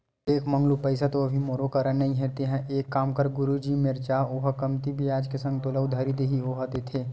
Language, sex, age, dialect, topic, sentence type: Chhattisgarhi, male, 25-30, Western/Budati/Khatahi, banking, statement